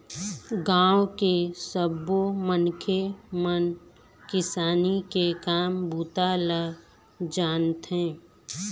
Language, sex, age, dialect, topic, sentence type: Chhattisgarhi, female, 25-30, Eastern, agriculture, statement